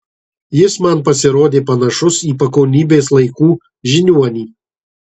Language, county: Lithuanian, Marijampolė